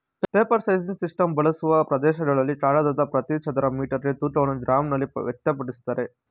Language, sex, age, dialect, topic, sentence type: Kannada, male, 36-40, Mysore Kannada, agriculture, statement